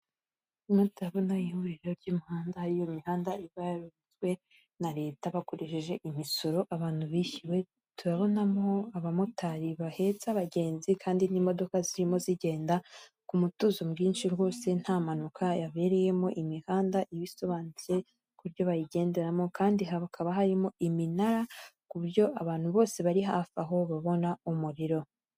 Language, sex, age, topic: Kinyarwanda, female, 18-24, government